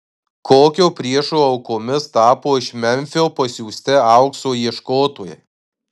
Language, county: Lithuanian, Marijampolė